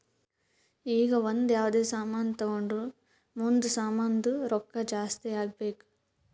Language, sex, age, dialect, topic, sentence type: Kannada, female, 18-24, Northeastern, banking, statement